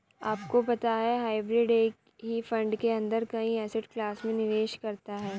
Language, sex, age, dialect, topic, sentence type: Hindi, female, 18-24, Hindustani Malvi Khadi Boli, banking, statement